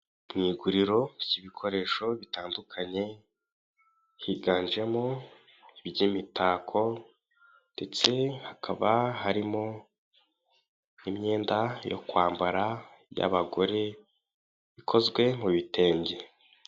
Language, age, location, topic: Kinyarwanda, 18-24, Kigali, finance